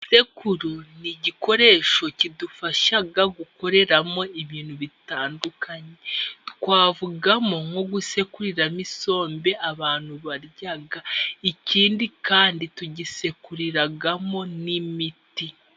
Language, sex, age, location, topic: Kinyarwanda, female, 18-24, Musanze, government